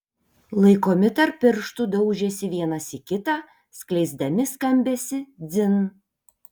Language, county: Lithuanian, Panevėžys